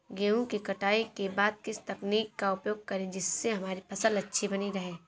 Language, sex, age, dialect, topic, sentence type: Hindi, female, 18-24, Awadhi Bundeli, agriculture, question